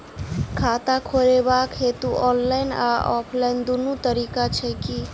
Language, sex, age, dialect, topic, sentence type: Maithili, female, 25-30, Southern/Standard, banking, question